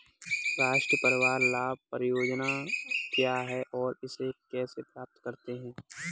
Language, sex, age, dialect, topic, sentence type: Hindi, male, 18-24, Kanauji Braj Bhasha, banking, question